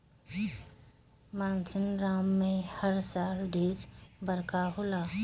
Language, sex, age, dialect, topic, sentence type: Bhojpuri, female, 36-40, Northern, agriculture, statement